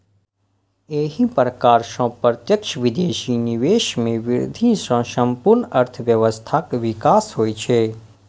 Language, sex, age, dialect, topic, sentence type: Maithili, male, 25-30, Eastern / Thethi, banking, statement